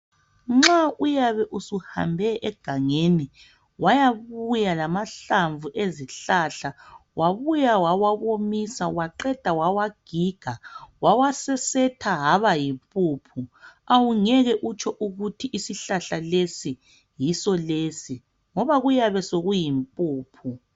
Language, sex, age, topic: North Ndebele, female, 50+, health